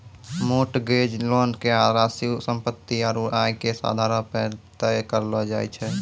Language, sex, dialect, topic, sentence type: Maithili, male, Angika, banking, statement